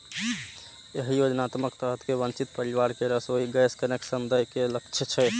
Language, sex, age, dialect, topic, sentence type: Maithili, male, 18-24, Eastern / Thethi, agriculture, statement